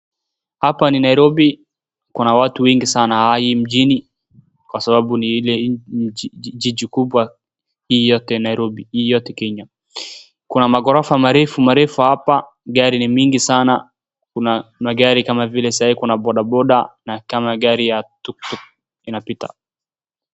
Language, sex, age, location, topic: Swahili, female, 36-49, Wajir, government